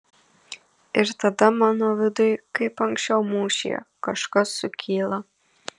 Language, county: Lithuanian, Marijampolė